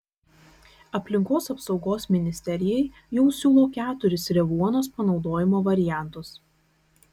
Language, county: Lithuanian, Kaunas